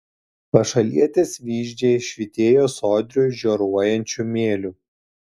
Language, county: Lithuanian, Telšiai